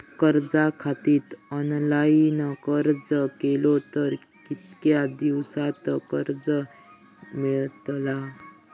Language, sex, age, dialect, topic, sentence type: Marathi, male, 18-24, Southern Konkan, banking, question